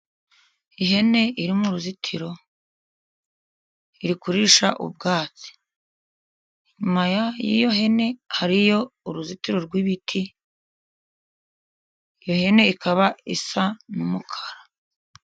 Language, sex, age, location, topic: Kinyarwanda, female, 50+, Musanze, agriculture